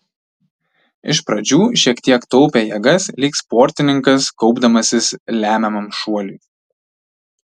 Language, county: Lithuanian, Tauragė